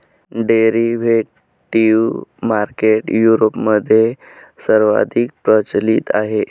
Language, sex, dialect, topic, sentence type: Marathi, male, Varhadi, banking, statement